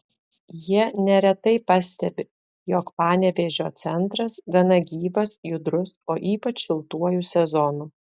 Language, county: Lithuanian, Alytus